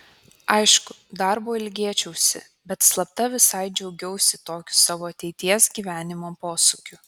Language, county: Lithuanian, Kaunas